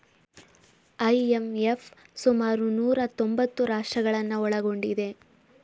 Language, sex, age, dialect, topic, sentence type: Kannada, male, 18-24, Mysore Kannada, banking, statement